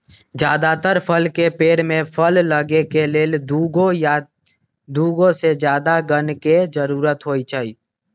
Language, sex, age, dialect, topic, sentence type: Magahi, male, 18-24, Western, agriculture, statement